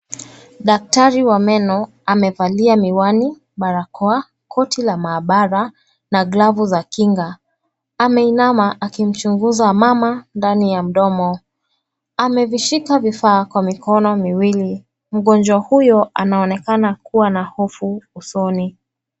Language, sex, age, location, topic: Swahili, female, 25-35, Nairobi, health